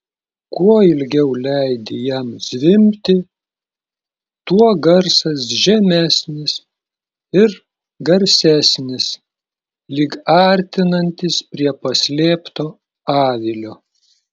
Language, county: Lithuanian, Klaipėda